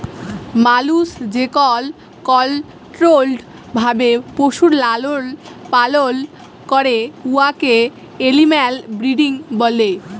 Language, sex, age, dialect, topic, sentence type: Bengali, female, 36-40, Jharkhandi, agriculture, statement